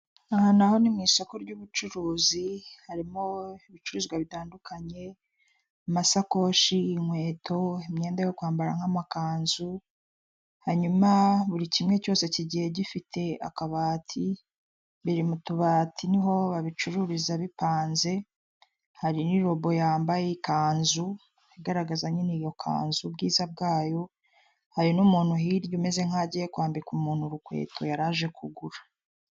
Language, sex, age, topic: Kinyarwanda, female, 25-35, finance